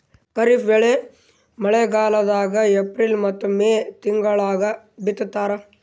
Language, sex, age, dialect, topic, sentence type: Kannada, male, 18-24, Northeastern, agriculture, statement